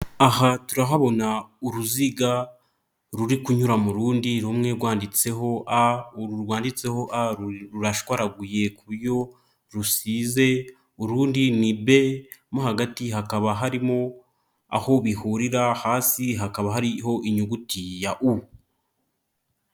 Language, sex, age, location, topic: Kinyarwanda, male, 25-35, Nyagatare, education